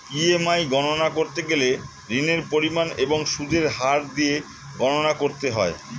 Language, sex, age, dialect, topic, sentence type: Bengali, male, 51-55, Standard Colloquial, banking, statement